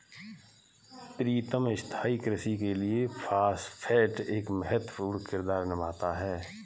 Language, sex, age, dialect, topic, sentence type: Hindi, male, 41-45, Kanauji Braj Bhasha, agriculture, statement